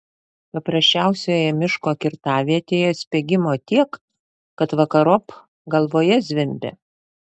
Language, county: Lithuanian, Panevėžys